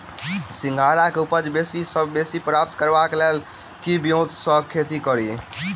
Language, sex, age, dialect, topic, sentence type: Maithili, male, 18-24, Southern/Standard, agriculture, question